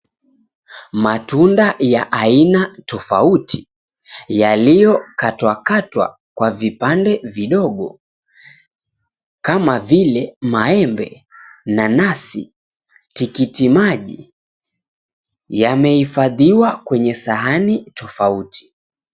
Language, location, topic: Swahili, Mombasa, government